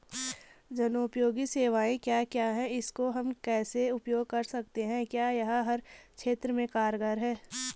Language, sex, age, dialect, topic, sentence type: Hindi, female, 18-24, Garhwali, banking, question